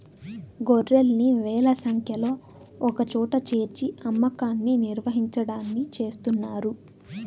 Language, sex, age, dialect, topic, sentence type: Telugu, female, 18-24, Southern, agriculture, statement